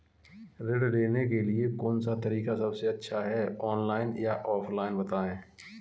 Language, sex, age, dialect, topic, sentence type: Hindi, male, 41-45, Kanauji Braj Bhasha, banking, question